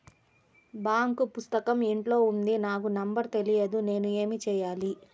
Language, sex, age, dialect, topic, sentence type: Telugu, female, 31-35, Central/Coastal, banking, question